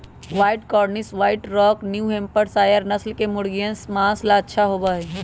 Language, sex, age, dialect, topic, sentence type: Magahi, male, 18-24, Western, agriculture, statement